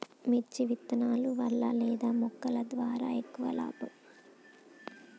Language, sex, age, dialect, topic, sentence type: Telugu, female, 25-30, Telangana, agriculture, question